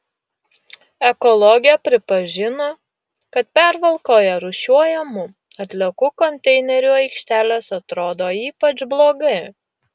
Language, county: Lithuanian, Utena